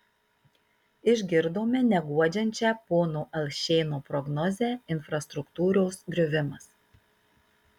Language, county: Lithuanian, Marijampolė